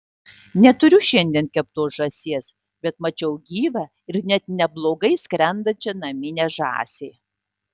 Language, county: Lithuanian, Tauragė